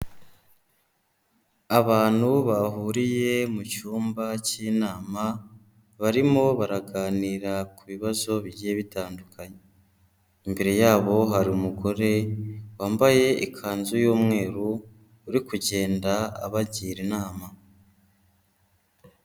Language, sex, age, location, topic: Kinyarwanda, male, 18-24, Huye, health